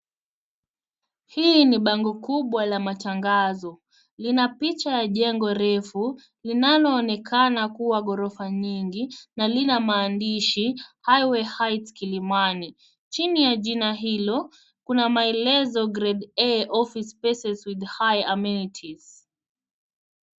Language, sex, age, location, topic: Swahili, female, 18-24, Nairobi, finance